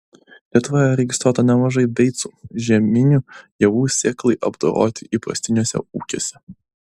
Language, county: Lithuanian, Klaipėda